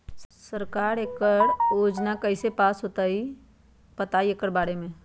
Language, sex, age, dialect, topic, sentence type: Magahi, female, 25-30, Western, agriculture, question